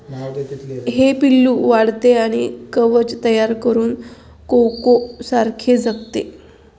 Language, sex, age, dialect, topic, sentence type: Marathi, female, 25-30, Standard Marathi, agriculture, statement